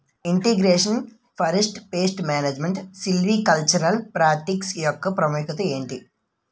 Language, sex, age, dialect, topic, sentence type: Telugu, male, 18-24, Utterandhra, agriculture, question